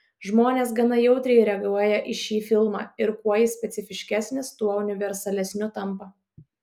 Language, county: Lithuanian, Klaipėda